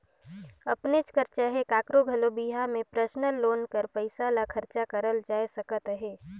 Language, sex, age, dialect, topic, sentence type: Chhattisgarhi, female, 25-30, Northern/Bhandar, banking, statement